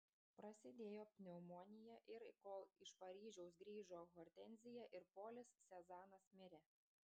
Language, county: Lithuanian, Klaipėda